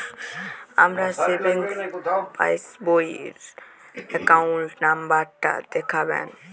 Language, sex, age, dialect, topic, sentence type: Bengali, male, <18, Jharkhandi, banking, question